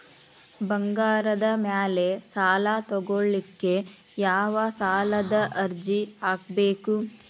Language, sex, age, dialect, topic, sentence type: Kannada, female, 31-35, Dharwad Kannada, banking, question